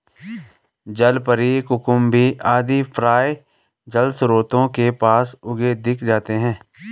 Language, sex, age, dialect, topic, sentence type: Hindi, male, 36-40, Garhwali, agriculture, statement